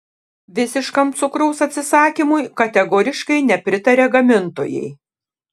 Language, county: Lithuanian, Šiauliai